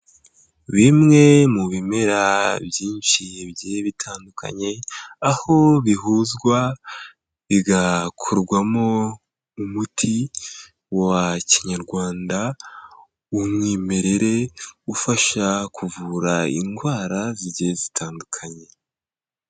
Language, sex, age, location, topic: Kinyarwanda, male, 18-24, Kigali, health